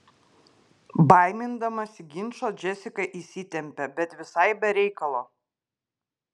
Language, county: Lithuanian, Klaipėda